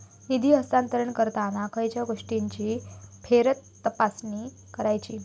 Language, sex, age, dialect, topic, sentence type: Marathi, female, 18-24, Southern Konkan, banking, question